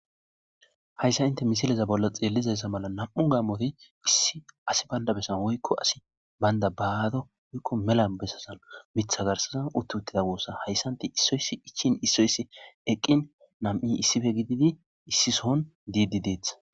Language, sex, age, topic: Gamo, male, 25-35, agriculture